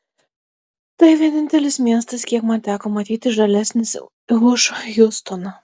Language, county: Lithuanian, Alytus